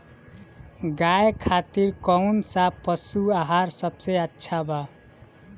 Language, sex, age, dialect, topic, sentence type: Bhojpuri, male, 18-24, Northern, agriculture, question